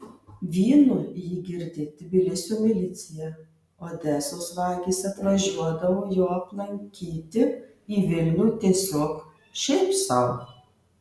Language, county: Lithuanian, Marijampolė